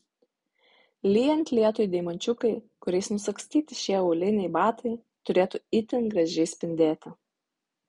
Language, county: Lithuanian, Utena